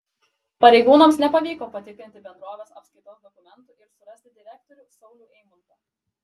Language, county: Lithuanian, Klaipėda